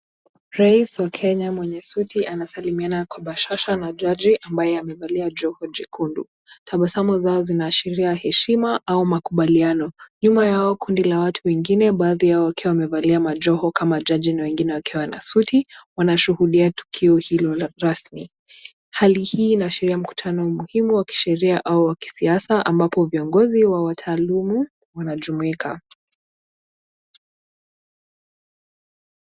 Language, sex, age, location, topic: Swahili, female, 18-24, Nakuru, government